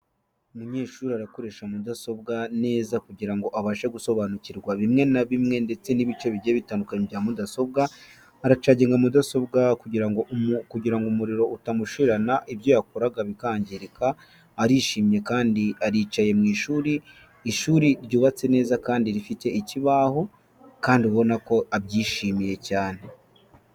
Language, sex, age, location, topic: Kinyarwanda, male, 18-24, Huye, education